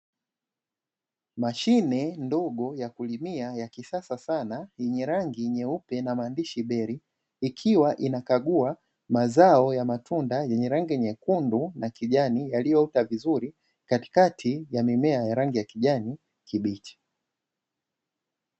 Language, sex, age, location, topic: Swahili, male, 25-35, Dar es Salaam, agriculture